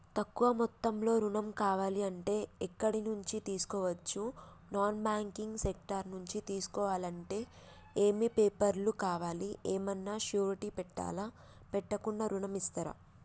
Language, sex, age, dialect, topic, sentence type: Telugu, female, 25-30, Telangana, banking, question